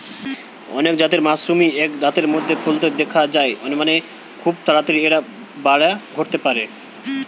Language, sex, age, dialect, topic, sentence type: Bengali, male, 18-24, Western, agriculture, statement